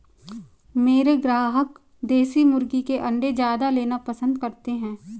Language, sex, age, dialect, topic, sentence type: Hindi, female, 18-24, Marwari Dhudhari, agriculture, statement